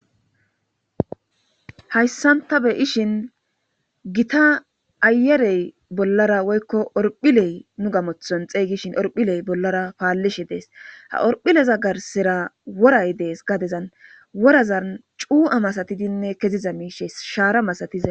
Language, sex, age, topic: Gamo, female, 25-35, government